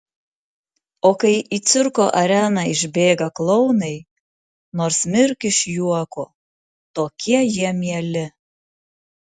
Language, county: Lithuanian, Marijampolė